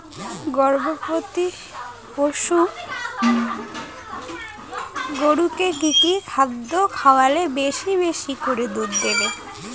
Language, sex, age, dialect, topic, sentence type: Bengali, female, 18-24, Rajbangshi, agriculture, question